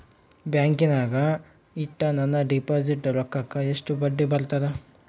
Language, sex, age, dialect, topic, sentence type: Kannada, male, 25-30, Central, banking, question